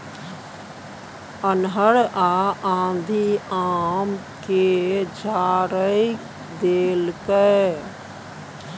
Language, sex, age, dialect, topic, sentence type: Maithili, female, 56-60, Bajjika, agriculture, question